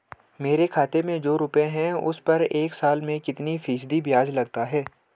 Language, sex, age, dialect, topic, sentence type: Hindi, male, 18-24, Hindustani Malvi Khadi Boli, banking, question